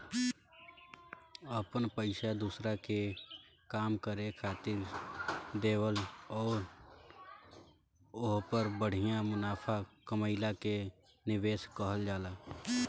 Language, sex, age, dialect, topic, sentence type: Bhojpuri, male, 18-24, Northern, banking, statement